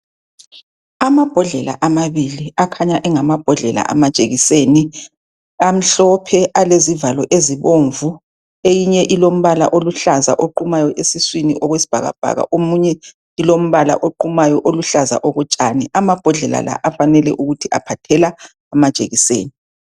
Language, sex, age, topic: North Ndebele, male, 36-49, health